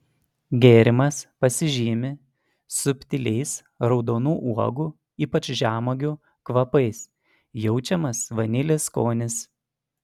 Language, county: Lithuanian, Panevėžys